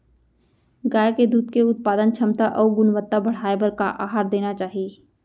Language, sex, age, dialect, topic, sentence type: Chhattisgarhi, female, 25-30, Central, agriculture, question